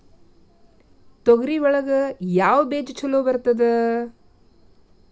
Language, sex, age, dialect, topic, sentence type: Kannada, female, 46-50, Dharwad Kannada, agriculture, question